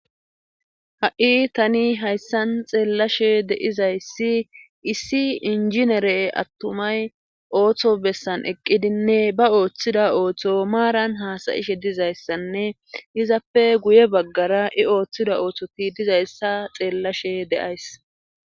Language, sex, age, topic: Gamo, female, 25-35, government